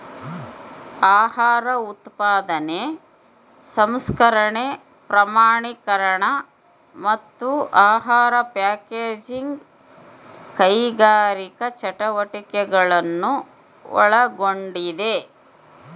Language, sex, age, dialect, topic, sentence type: Kannada, female, 51-55, Central, agriculture, statement